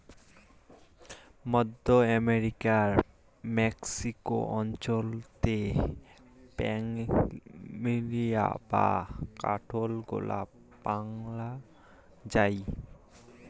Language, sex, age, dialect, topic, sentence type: Bengali, male, 18-24, Rajbangshi, agriculture, statement